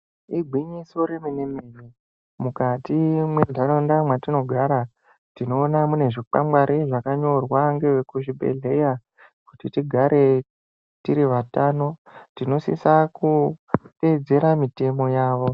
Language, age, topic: Ndau, 18-24, health